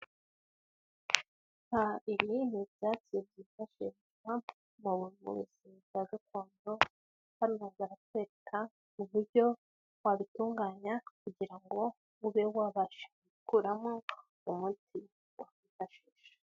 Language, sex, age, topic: Kinyarwanda, female, 18-24, health